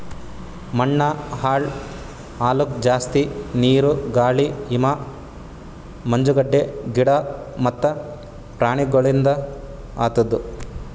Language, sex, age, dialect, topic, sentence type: Kannada, male, 18-24, Northeastern, agriculture, statement